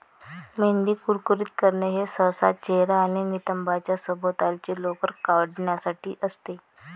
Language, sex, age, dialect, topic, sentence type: Marathi, female, 25-30, Varhadi, agriculture, statement